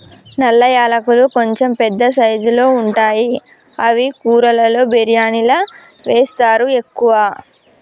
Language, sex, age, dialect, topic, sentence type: Telugu, male, 18-24, Telangana, agriculture, statement